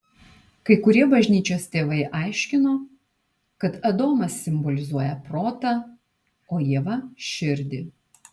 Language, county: Lithuanian, Kaunas